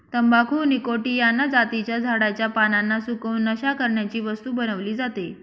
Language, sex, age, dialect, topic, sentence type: Marathi, female, 25-30, Northern Konkan, agriculture, statement